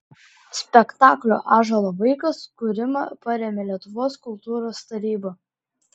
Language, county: Lithuanian, Klaipėda